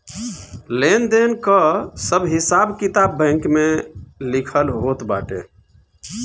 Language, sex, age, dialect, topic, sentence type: Bhojpuri, male, 41-45, Northern, banking, statement